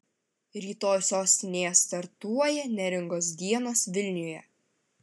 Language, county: Lithuanian, Vilnius